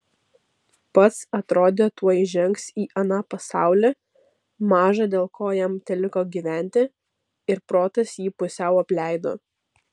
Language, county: Lithuanian, Vilnius